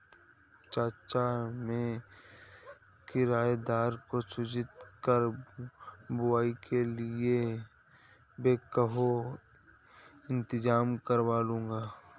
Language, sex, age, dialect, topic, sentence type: Hindi, male, 18-24, Awadhi Bundeli, agriculture, statement